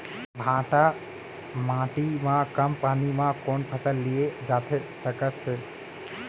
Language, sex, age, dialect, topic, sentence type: Chhattisgarhi, male, 18-24, Central, agriculture, question